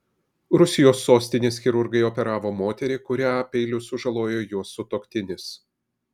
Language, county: Lithuanian, Kaunas